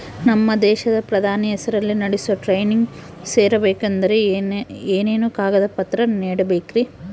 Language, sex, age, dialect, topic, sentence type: Kannada, female, 18-24, Central, banking, question